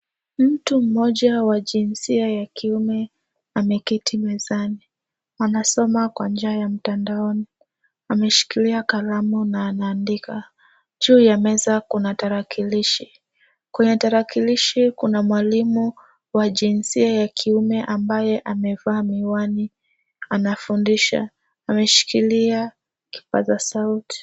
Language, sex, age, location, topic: Swahili, female, 18-24, Nairobi, education